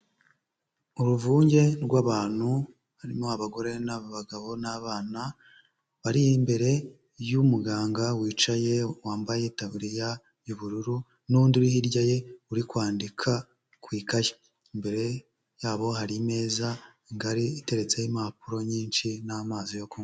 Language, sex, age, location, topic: Kinyarwanda, male, 25-35, Huye, health